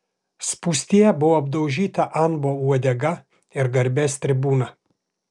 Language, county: Lithuanian, Alytus